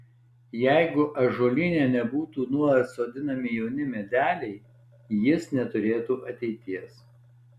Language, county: Lithuanian, Alytus